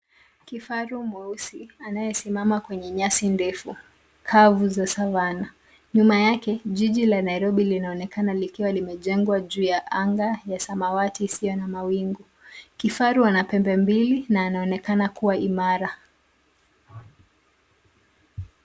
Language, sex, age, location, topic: Swahili, female, 25-35, Nairobi, government